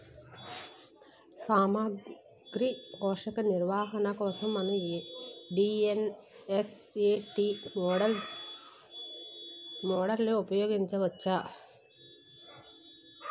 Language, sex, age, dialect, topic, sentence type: Telugu, female, 36-40, Utterandhra, agriculture, question